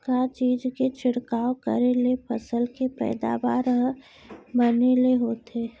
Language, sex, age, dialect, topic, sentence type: Chhattisgarhi, female, 60-100, Central, agriculture, question